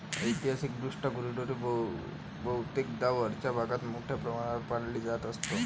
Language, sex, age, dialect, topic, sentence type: Marathi, male, 18-24, Varhadi, agriculture, statement